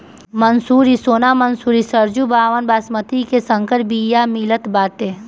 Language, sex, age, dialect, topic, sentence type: Bhojpuri, female, 18-24, Northern, agriculture, statement